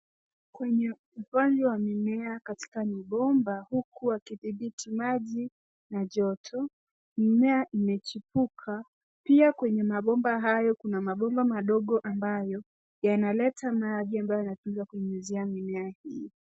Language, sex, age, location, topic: Swahili, female, 18-24, Nairobi, agriculture